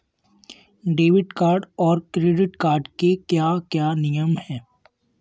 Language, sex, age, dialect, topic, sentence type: Hindi, male, 51-55, Kanauji Braj Bhasha, banking, question